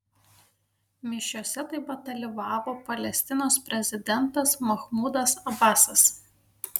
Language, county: Lithuanian, Panevėžys